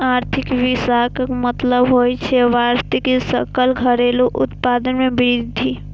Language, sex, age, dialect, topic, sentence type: Maithili, female, 18-24, Eastern / Thethi, banking, statement